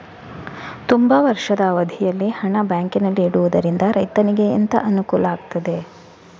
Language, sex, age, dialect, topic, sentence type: Kannada, female, 18-24, Coastal/Dakshin, banking, question